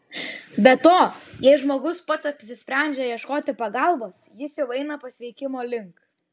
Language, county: Lithuanian, Vilnius